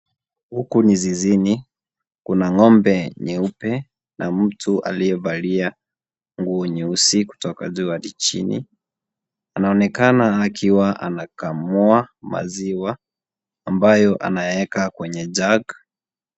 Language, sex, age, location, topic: Swahili, male, 18-24, Kisii, agriculture